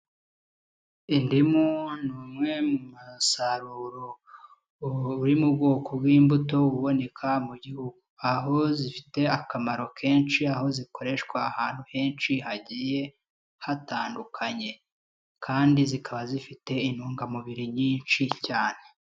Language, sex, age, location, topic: Kinyarwanda, male, 25-35, Kigali, agriculture